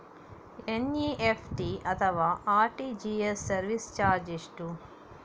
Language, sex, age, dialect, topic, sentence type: Kannada, female, 60-100, Coastal/Dakshin, banking, question